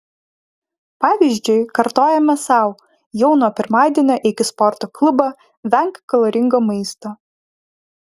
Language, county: Lithuanian, Vilnius